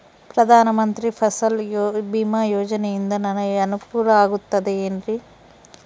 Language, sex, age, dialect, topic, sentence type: Kannada, female, 51-55, Central, agriculture, question